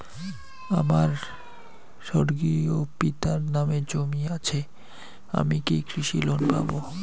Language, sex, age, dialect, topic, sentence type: Bengali, male, 51-55, Rajbangshi, banking, question